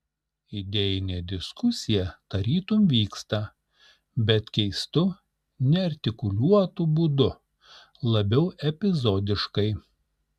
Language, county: Lithuanian, Šiauliai